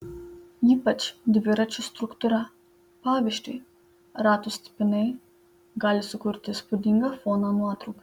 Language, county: Lithuanian, Panevėžys